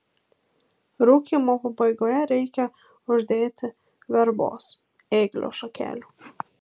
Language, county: Lithuanian, Marijampolė